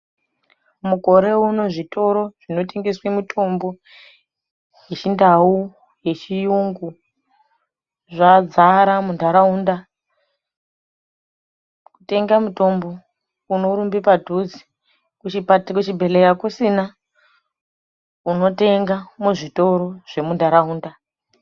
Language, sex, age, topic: Ndau, female, 25-35, health